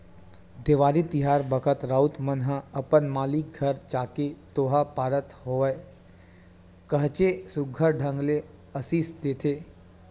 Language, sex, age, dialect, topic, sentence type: Chhattisgarhi, male, 18-24, Western/Budati/Khatahi, agriculture, statement